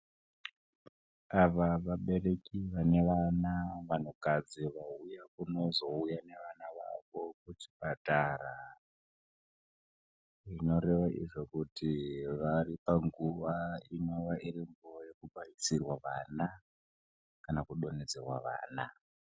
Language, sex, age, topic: Ndau, male, 18-24, health